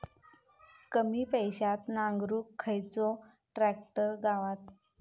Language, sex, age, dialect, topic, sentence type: Marathi, female, 25-30, Southern Konkan, agriculture, question